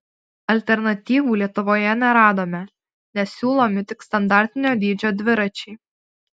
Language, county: Lithuanian, Alytus